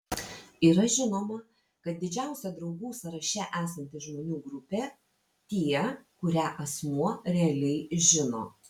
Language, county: Lithuanian, Vilnius